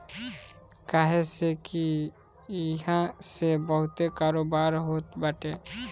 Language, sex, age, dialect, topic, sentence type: Bhojpuri, male, 18-24, Northern, banking, statement